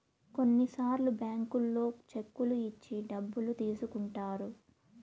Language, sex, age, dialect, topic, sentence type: Telugu, female, 18-24, Southern, banking, statement